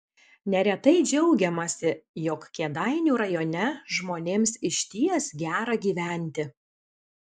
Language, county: Lithuanian, Alytus